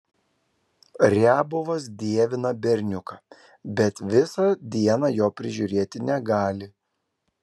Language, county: Lithuanian, Klaipėda